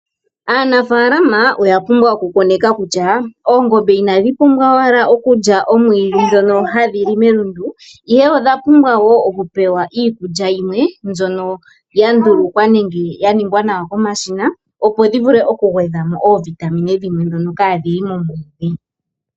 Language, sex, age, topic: Oshiwambo, male, 25-35, agriculture